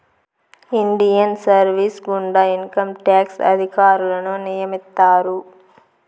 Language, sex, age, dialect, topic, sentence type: Telugu, female, 25-30, Southern, banking, statement